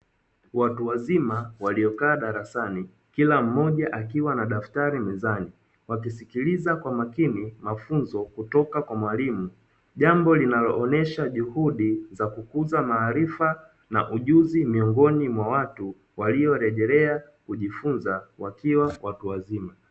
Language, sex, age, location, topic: Swahili, male, 25-35, Dar es Salaam, education